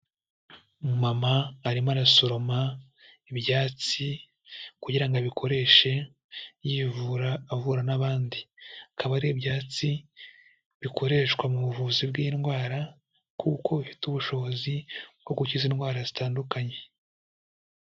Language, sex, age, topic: Kinyarwanda, male, 18-24, health